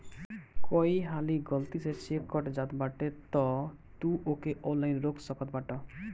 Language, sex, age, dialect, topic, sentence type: Bhojpuri, male, 18-24, Northern, banking, statement